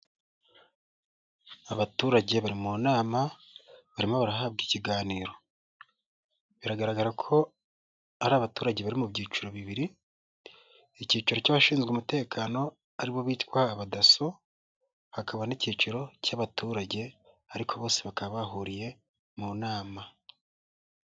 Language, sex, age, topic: Kinyarwanda, male, 18-24, government